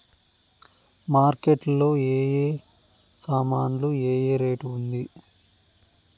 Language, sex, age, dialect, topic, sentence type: Telugu, male, 31-35, Southern, agriculture, question